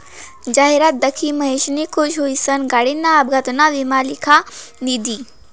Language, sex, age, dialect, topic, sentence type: Marathi, male, 18-24, Northern Konkan, banking, statement